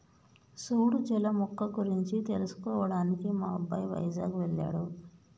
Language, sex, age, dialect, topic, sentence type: Telugu, male, 18-24, Telangana, agriculture, statement